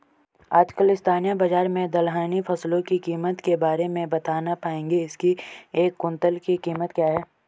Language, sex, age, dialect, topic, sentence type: Hindi, male, 25-30, Garhwali, agriculture, question